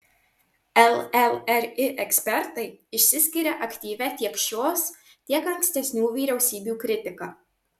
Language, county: Lithuanian, Marijampolė